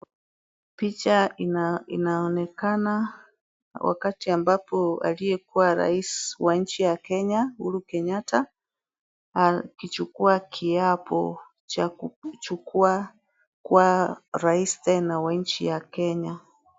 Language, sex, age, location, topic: Swahili, female, 36-49, Kisumu, government